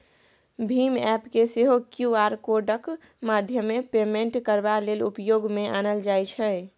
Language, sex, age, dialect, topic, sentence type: Maithili, female, 18-24, Bajjika, banking, statement